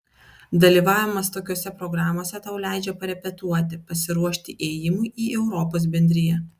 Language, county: Lithuanian, Vilnius